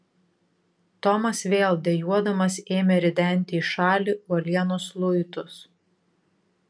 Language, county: Lithuanian, Vilnius